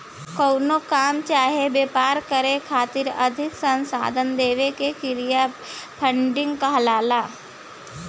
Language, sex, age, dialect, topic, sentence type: Bhojpuri, female, 51-55, Southern / Standard, banking, statement